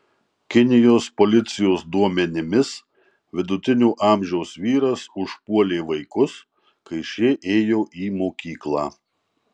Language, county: Lithuanian, Marijampolė